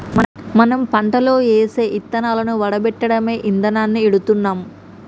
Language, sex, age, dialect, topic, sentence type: Telugu, male, 31-35, Telangana, agriculture, statement